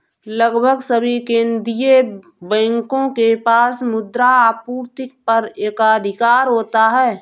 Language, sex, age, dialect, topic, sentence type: Hindi, female, 31-35, Awadhi Bundeli, banking, statement